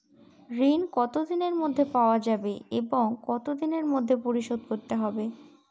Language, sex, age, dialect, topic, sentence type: Bengali, female, 18-24, Northern/Varendri, banking, question